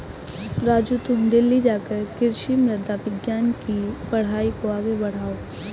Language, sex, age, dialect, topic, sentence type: Hindi, male, 25-30, Hindustani Malvi Khadi Boli, agriculture, statement